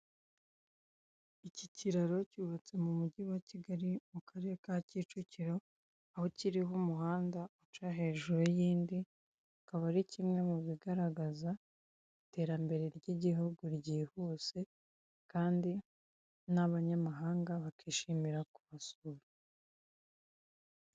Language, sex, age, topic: Kinyarwanda, female, 25-35, government